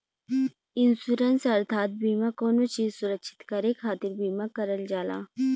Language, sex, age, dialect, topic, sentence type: Bhojpuri, female, 25-30, Western, banking, statement